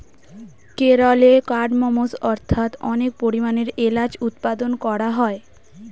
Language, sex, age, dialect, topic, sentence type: Bengali, female, 18-24, Standard Colloquial, agriculture, question